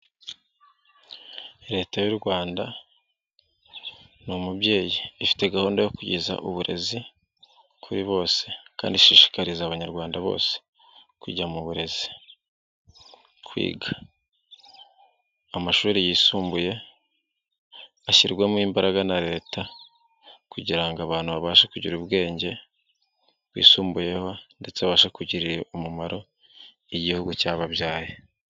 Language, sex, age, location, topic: Kinyarwanda, male, 36-49, Nyagatare, education